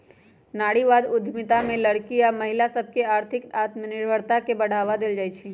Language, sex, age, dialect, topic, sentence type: Magahi, male, 18-24, Western, banking, statement